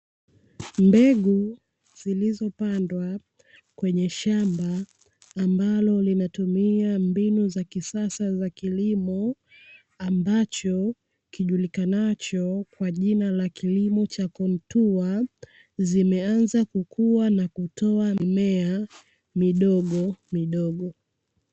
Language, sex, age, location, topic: Swahili, female, 18-24, Dar es Salaam, agriculture